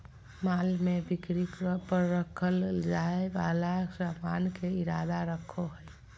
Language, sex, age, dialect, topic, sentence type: Magahi, female, 41-45, Southern, banking, statement